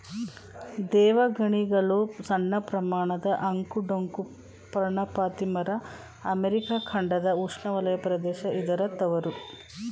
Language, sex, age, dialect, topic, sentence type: Kannada, female, 36-40, Mysore Kannada, agriculture, statement